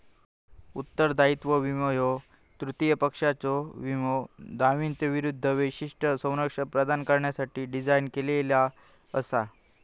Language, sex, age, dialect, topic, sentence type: Marathi, male, 18-24, Southern Konkan, banking, statement